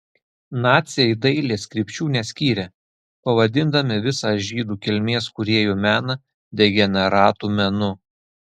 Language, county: Lithuanian, Telšiai